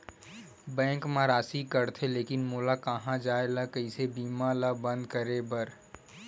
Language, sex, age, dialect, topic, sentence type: Chhattisgarhi, male, 18-24, Western/Budati/Khatahi, banking, question